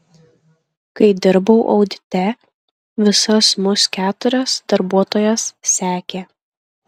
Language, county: Lithuanian, Šiauliai